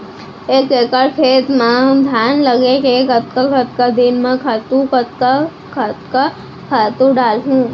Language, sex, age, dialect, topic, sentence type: Chhattisgarhi, female, 36-40, Central, agriculture, question